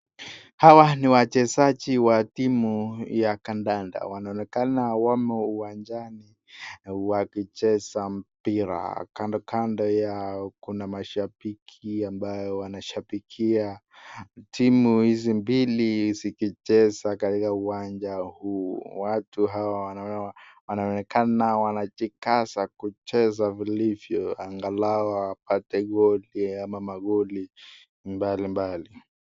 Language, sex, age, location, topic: Swahili, male, 18-24, Nakuru, government